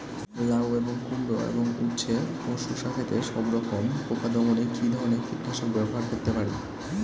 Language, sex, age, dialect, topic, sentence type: Bengali, male, 18-24, Rajbangshi, agriculture, question